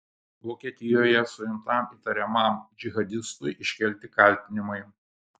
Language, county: Lithuanian, Kaunas